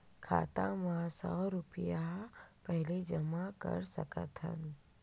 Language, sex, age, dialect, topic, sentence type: Chhattisgarhi, female, 31-35, Western/Budati/Khatahi, banking, question